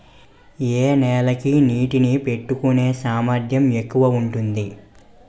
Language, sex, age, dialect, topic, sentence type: Telugu, male, 25-30, Utterandhra, agriculture, question